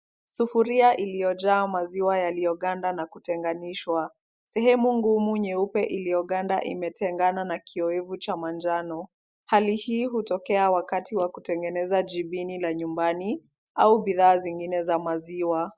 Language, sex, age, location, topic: Swahili, female, 25-35, Kisumu, agriculture